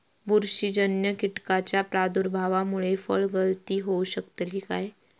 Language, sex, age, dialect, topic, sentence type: Marathi, female, 18-24, Southern Konkan, agriculture, question